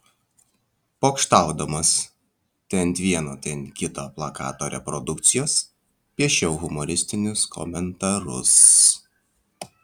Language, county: Lithuanian, Vilnius